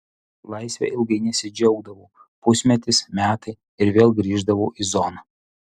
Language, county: Lithuanian, Utena